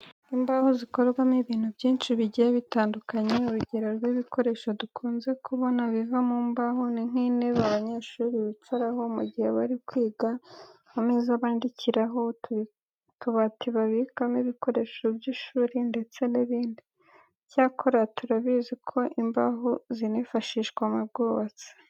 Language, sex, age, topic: Kinyarwanda, female, 18-24, education